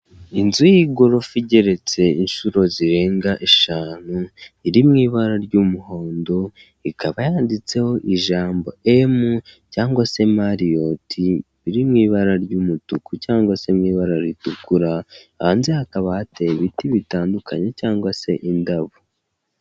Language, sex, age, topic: Kinyarwanda, male, 18-24, finance